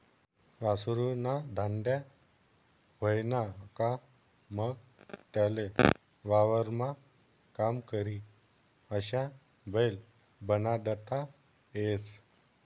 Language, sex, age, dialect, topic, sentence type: Marathi, male, 18-24, Northern Konkan, agriculture, statement